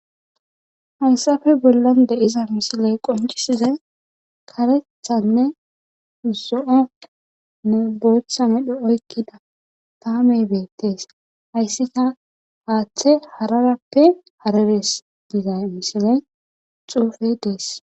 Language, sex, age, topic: Gamo, female, 18-24, government